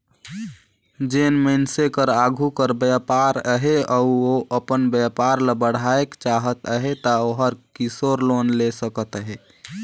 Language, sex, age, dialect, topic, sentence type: Chhattisgarhi, male, 18-24, Northern/Bhandar, banking, statement